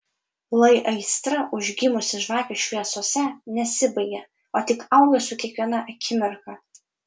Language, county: Lithuanian, Vilnius